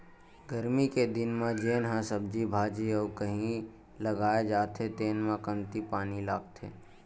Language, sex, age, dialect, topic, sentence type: Chhattisgarhi, male, 18-24, Western/Budati/Khatahi, agriculture, statement